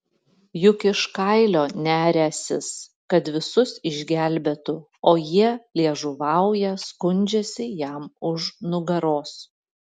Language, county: Lithuanian, Panevėžys